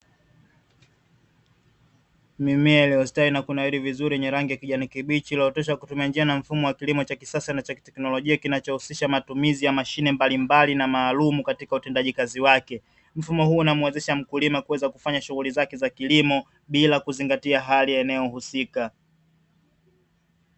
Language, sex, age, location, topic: Swahili, male, 25-35, Dar es Salaam, agriculture